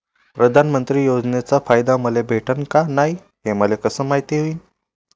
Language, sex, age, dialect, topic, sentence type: Marathi, male, 18-24, Varhadi, banking, question